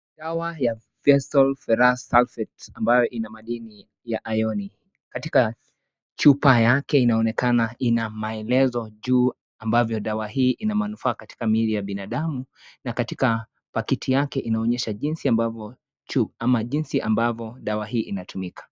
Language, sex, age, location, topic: Swahili, male, 25-35, Kisii, health